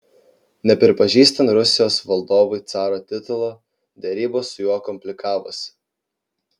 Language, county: Lithuanian, Klaipėda